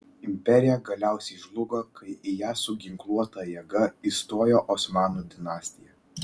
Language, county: Lithuanian, Vilnius